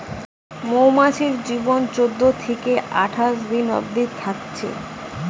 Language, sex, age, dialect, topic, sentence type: Bengali, female, 18-24, Western, agriculture, statement